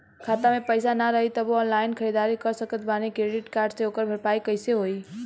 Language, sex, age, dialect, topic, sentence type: Bhojpuri, female, 18-24, Southern / Standard, banking, question